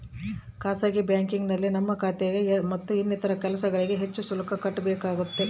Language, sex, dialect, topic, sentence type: Kannada, female, Central, banking, statement